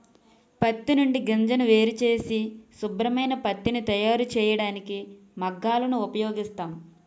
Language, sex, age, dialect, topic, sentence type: Telugu, female, 18-24, Utterandhra, agriculture, statement